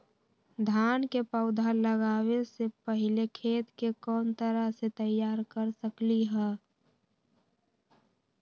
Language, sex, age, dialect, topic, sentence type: Magahi, female, 18-24, Western, agriculture, question